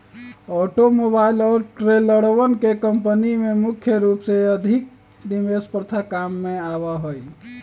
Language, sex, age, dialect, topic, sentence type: Magahi, male, 36-40, Western, banking, statement